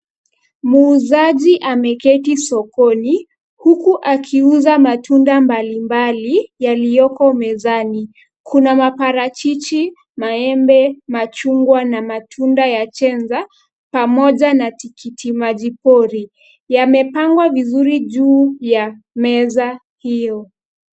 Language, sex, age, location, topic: Swahili, female, 25-35, Kisumu, finance